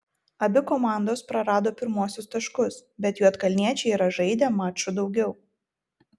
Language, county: Lithuanian, Vilnius